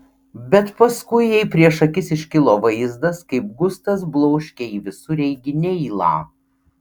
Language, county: Lithuanian, Panevėžys